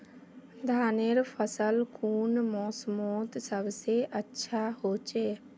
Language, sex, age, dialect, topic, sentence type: Magahi, female, 25-30, Northeastern/Surjapuri, agriculture, question